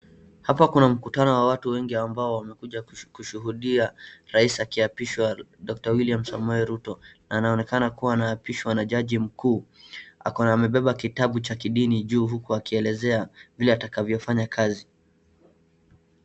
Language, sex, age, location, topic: Swahili, male, 36-49, Wajir, government